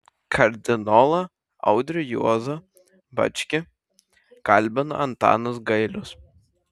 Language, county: Lithuanian, Šiauliai